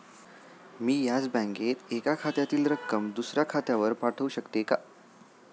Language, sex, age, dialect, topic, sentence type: Marathi, male, 18-24, Standard Marathi, banking, question